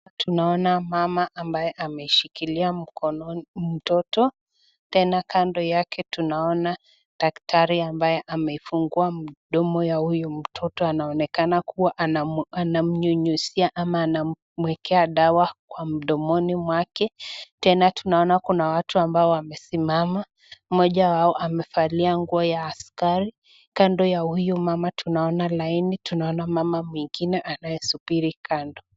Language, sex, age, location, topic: Swahili, female, 18-24, Nakuru, health